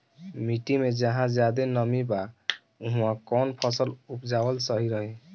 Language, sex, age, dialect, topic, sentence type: Bhojpuri, male, 18-24, Southern / Standard, agriculture, question